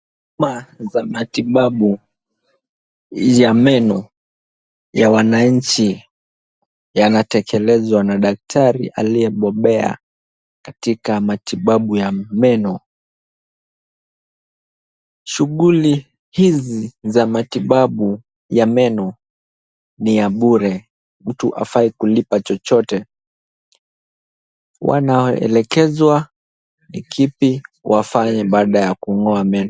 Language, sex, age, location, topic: Swahili, male, 18-24, Kisumu, health